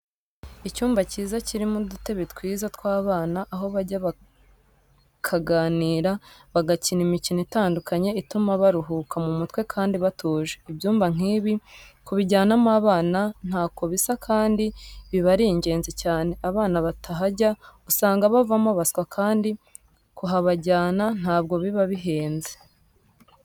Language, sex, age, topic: Kinyarwanda, female, 18-24, education